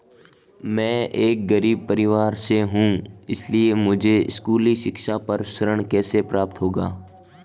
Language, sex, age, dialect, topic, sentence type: Hindi, male, 18-24, Marwari Dhudhari, banking, question